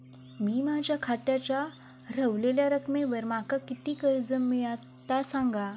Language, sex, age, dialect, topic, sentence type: Marathi, female, 18-24, Southern Konkan, banking, question